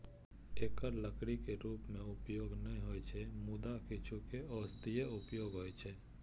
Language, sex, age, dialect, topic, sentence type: Maithili, male, 18-24, Eastern / Thethi, agriculture, statement